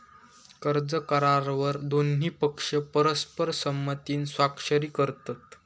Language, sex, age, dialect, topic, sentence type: Marathi, male, 18-24, Southern Konkan, banking, statement